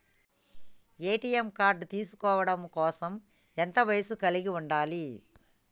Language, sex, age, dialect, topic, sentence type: Telugu, female, 25-30, Telangana, banking, question